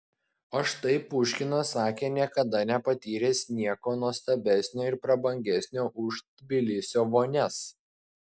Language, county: Lithuanian, Klaipėda